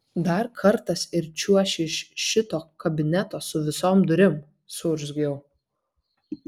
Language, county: Lithuanian, Vilnius